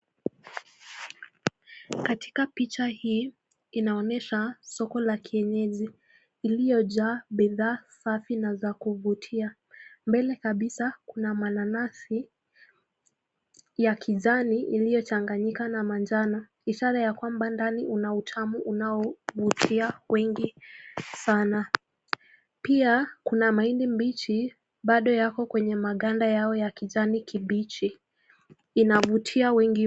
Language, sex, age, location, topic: Swahili, female, 18-24, Nakuru, finance